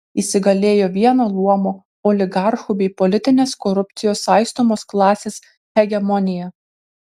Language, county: Lithuanian, Kaunas